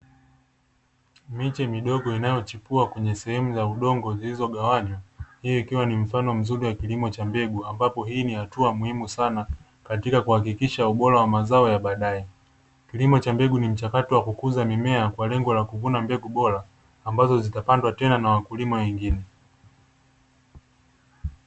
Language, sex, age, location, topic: Swahili, male, 18-24, Dar es Salaam, agriculture